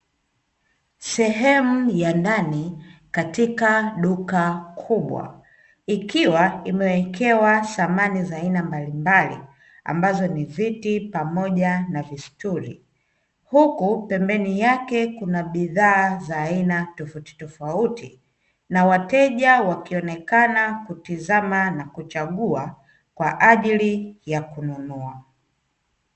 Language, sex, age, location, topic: Swahili, female, 25-35, Dar es Salaam, finance